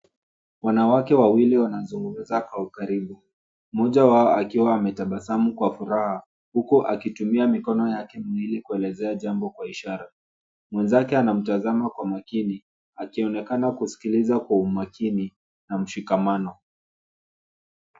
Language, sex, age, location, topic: Swahili, male, 25-35, Nairobi, education